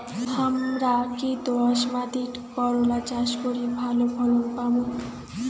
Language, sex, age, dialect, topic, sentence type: Bengali, female, 18-24, Rajbangshi, agriculture, question